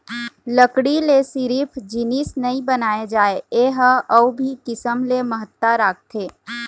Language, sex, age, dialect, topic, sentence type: Chhattisgarhi, female, 18-24, Eastern, agriculture, statement